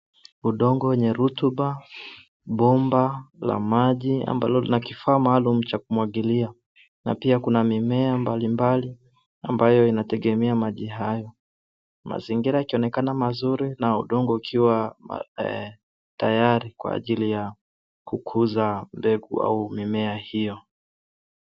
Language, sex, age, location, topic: Swahili, male, 18-24, Nairobi, agriculture